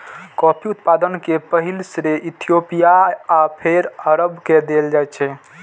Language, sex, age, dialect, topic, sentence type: Maithili, male, 18-24, Eastern / Thethi, agriculture, statement